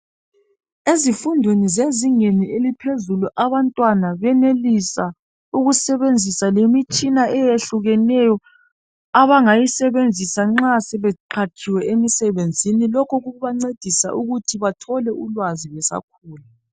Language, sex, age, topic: North Ndebele, female, 36-49, education